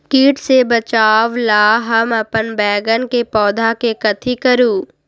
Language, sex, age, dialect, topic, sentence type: Magahi, female, 18-24, Western, agriculture, question